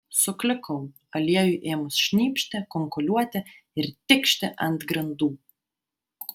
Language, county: Lithuanian, Vilnius